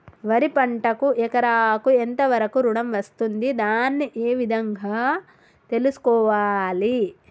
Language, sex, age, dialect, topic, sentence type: Telugu, female, 18-24, Telangana, agriculture, question